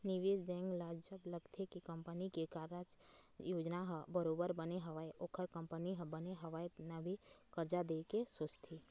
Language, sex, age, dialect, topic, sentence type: Chhattisgarhi, female, 18-24, Eastern, banking, statement